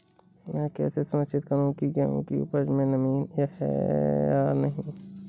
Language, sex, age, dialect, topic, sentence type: Hindi, male, 18-24, Awadhi Bundeli, agriculture, question